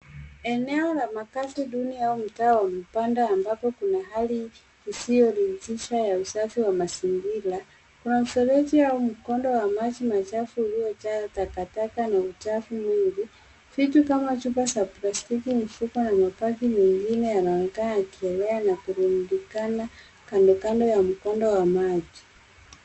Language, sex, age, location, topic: Swahili, female, 18-24, Nairobi, government